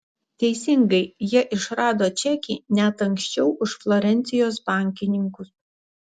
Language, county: Lithuanian, Alytus